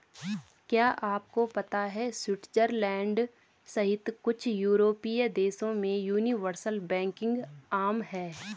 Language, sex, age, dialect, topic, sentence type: Hindi, female, 25-30, Garhwali, banking, statement